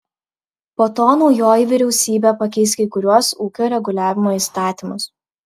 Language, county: Lithuanian, Klaipėda